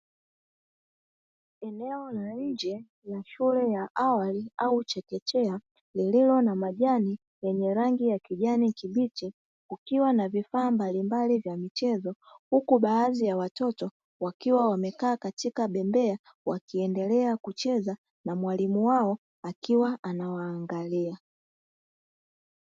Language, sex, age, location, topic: Swahili, female, 25-35, Dar es Salaam, education